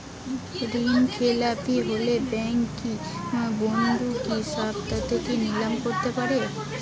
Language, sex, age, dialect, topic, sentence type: Bengali, female, 18-24, Western, banking, question